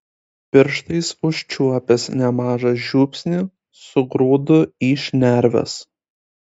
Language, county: Lithuanian, Kaunas